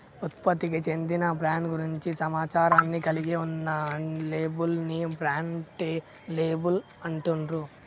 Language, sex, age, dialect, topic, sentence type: Telugu, female, 18-24, Telangana, banking, statement